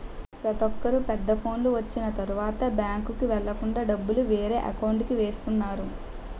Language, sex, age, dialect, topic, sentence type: Telugu, male, 25-30, Utterandhra, banking, statement